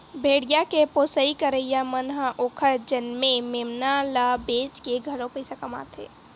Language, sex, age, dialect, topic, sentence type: Chhattisgarhi, female, 18-24, Western/Budati/Khatahi, agriculture, statement